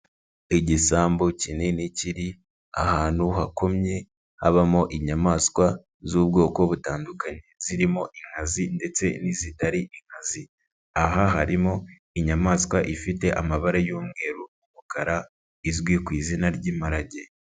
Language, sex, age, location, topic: Kinyarwanda, male, 36-49, Nyagatare, agriculture